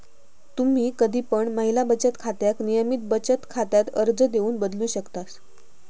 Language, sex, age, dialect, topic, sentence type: Marathi, female, 18-24, Southern Konkan, banking, statement